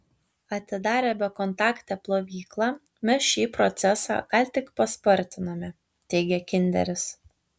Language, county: Lithuanian, Tauragė